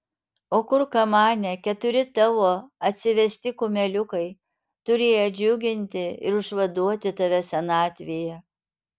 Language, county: Lithuanian, Alytus